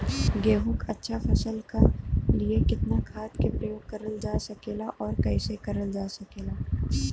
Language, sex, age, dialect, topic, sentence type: Bhojpuri, female, 18-24, Western, agriculture, question